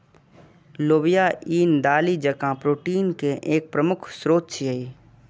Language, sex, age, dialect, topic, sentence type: Maithili, male, 25-30, Eastern / Thethi, agriculture, statement